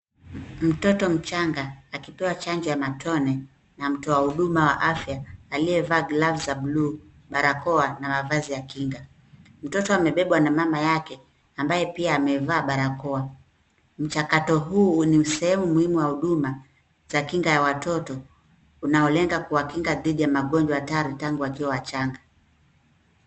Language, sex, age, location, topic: Swahili, female, 36-49, Nairobi, health